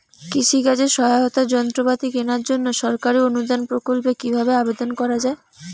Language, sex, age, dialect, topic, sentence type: Bengali, female, 18-24, Rajbangshi, agriculture, question